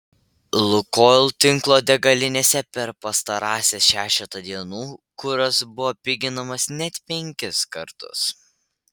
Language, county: Lithuanian, Vilnius